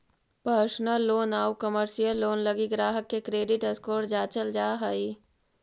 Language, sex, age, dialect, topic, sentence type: Magahi, female, 41-45, Central/Standard, banking, statement